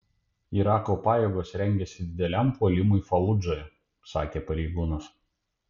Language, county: Lithuanian, Panevėžys